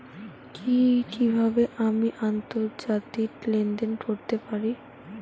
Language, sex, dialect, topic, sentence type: Bengali, female, Rajbangshi, banking, question